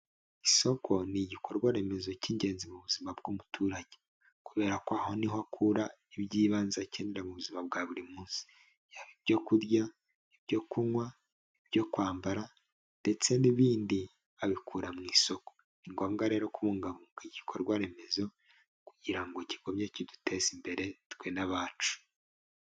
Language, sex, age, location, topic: Kinyarwanda, male, 25-35, Huye, agriculture